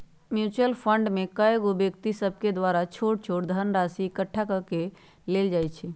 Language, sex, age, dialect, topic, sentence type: Magahi, female, 46-50, Western, banking, statement